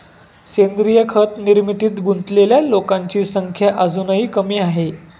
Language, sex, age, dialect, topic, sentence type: Marathi, male, 18-24, Standard Marathi, agriculture, statement